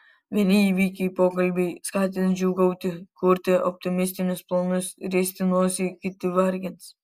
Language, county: Lithuanian, Kaunas